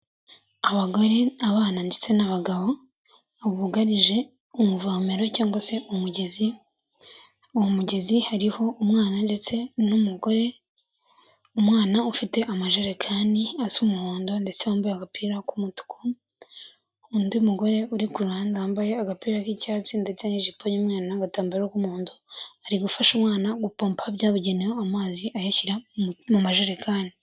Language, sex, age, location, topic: Kinyarwanda, female, 18-24, Kigali, health